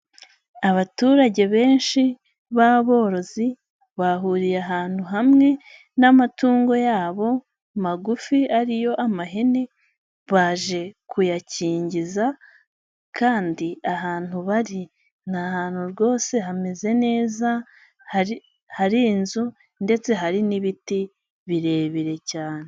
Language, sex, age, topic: Kinyarwanda, female, 18-24, health